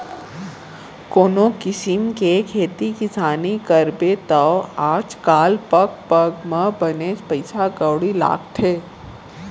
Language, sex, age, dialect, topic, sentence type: Chhattisgarhi, female, 18-24, Central, banking, statement